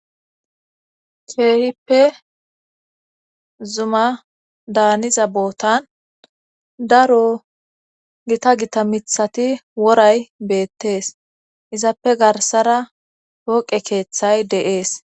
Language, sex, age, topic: Gamo, female, 25-35, government